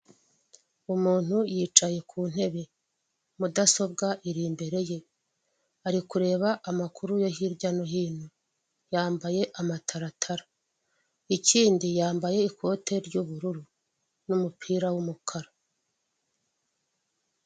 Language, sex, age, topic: Kinyarwanda, female, 36-49, finance